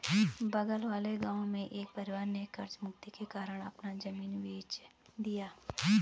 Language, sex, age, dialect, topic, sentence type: Hindi, female, 25-30, Garhwali, banking, statement